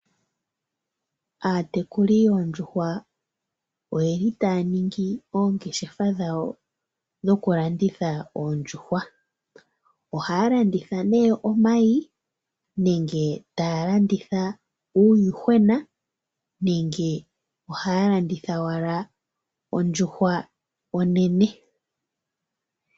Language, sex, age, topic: Oshiwambo, female, 18-24, agriculture